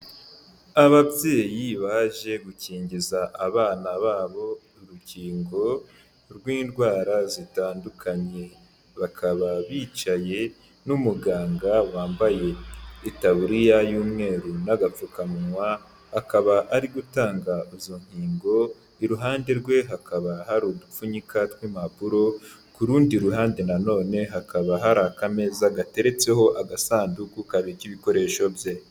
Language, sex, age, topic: Kinyarwanda, male, 18-24, health